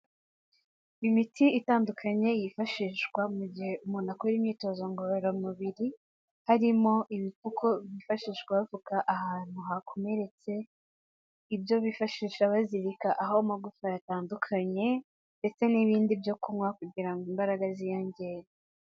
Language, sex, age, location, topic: Kinyarwanda, female, 18-24, Kigali, health